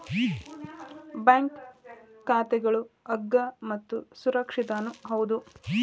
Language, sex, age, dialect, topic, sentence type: Kannada, female, 31-35, Dharwad Kannada, banking, statement